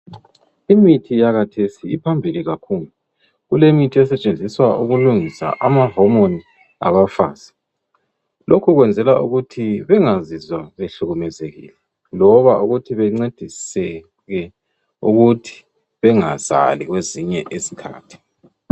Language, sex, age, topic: North Ndebele, male, 25-35, health